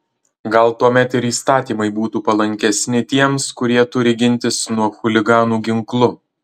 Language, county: Lithuanian, Marijampolė